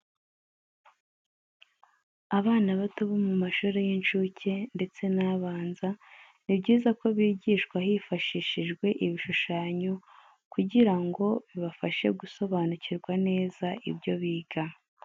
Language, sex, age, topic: Kinyarwanda, female, 25-35, education